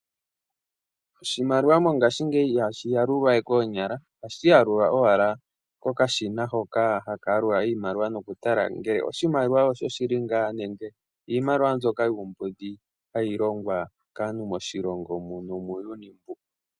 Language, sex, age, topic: Oshiwambo, male, 18-24, finance